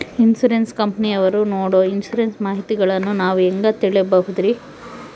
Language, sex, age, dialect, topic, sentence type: Kannada, female, 31-35, Central, banking, question